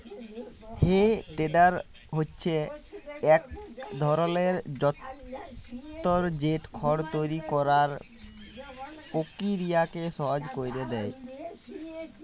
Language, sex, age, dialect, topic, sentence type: Bengali, male, 18-24, Jharkhandi, agriculture, statement